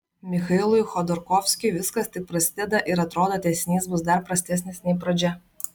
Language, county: Lithuanian, Vilnius